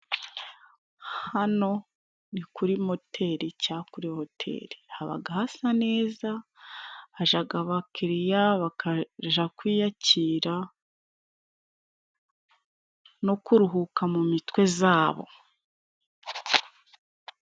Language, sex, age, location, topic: Kinyarwanda, female, 25-35, Musanze, finance